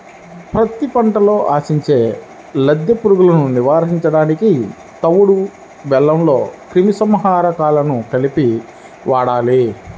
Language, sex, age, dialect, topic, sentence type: Telugu, male, 31-35, Central/Coastal, agriculture, statement